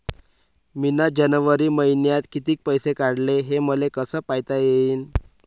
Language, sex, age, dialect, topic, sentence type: Marathi, male, 25-30, Varhadi, banking, question